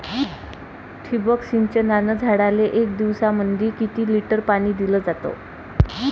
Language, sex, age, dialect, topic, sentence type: Marathi, female, 25-30, Varhadi, agriculture, question